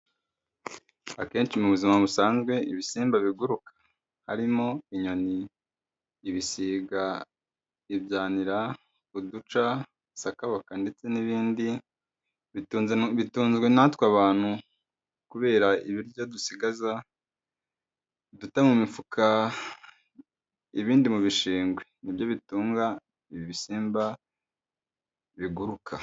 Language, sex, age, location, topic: Kinyarwanda, male, 25-35, Kigali, agriculture